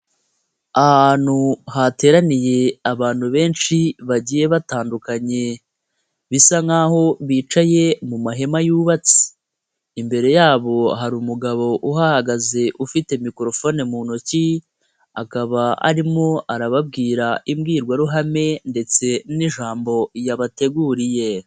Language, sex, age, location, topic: Kinyarwanda, female, 25-35, Nyagatare, finance